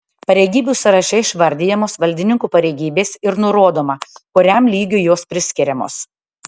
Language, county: Lithuanian, Tauragė